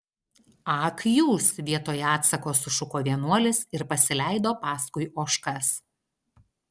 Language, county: Lithuanian, Alytus